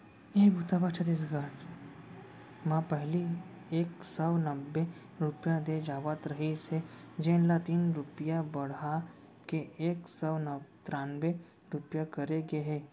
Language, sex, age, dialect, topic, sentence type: Chhattisgarhi, male, 18-24, Central, agriculture, statement